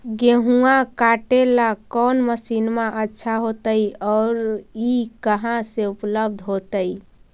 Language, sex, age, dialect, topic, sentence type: Magahi, female, 56-60, Central/Standard, agriculture, question